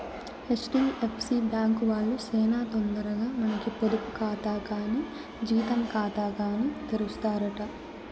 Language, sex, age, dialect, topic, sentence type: Telugu, male, 18-24, Southern, banking, statement